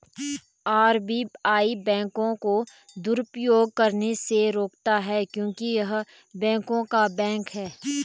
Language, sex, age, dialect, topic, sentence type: Hindi, female, 25-30, Garhwali, banking, statement